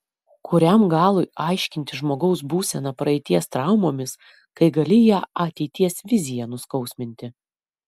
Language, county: Lithuanian, Kaunas